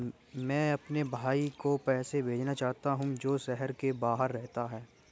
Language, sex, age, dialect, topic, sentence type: Hindi, male, 18-24, Kanauji Braj Bhasha, banking, statement